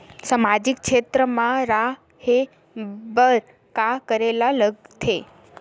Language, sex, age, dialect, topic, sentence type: Chhattisgarhi, female, 18-24, Western/Budati/Khatahi, banking, question